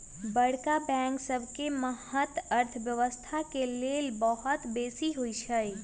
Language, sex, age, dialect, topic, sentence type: Magahi, female, 18-24, Western, banking, statement